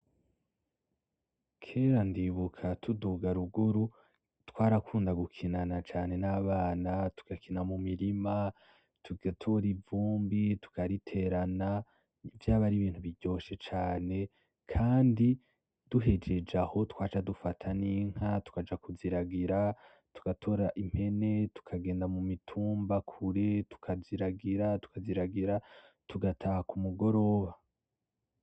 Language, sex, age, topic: Rundi, male, 18-24, agriculture